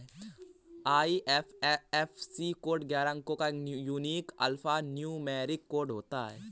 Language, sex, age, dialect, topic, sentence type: Hindi, male, 18-24, Awadhi Bundeli, banking, statement